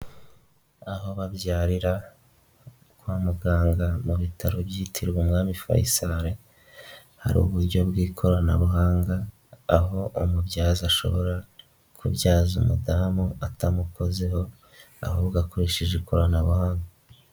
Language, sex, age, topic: Kinyarwanda, male, 18-24, health